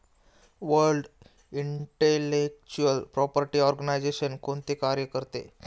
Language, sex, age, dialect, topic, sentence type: Marathi, male, 18-24, Standard Marathi, banking, statement